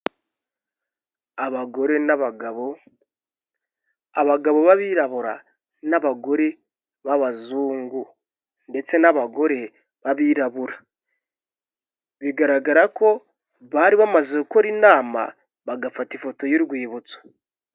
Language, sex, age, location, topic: Kinyarwanda, male, 25-35, Kigali, health